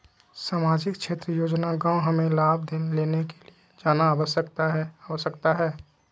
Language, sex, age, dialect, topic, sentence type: Magahi, male, 36-40, Southern, banking, question